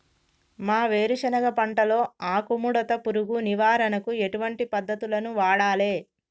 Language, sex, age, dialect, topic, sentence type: Telugu, female, 31-35, Telangana, agriculture, question